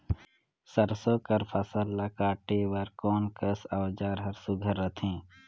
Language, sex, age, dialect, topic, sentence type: Chhattisgarhi, male, 18-24, Northern/Bhandar, agriculture, question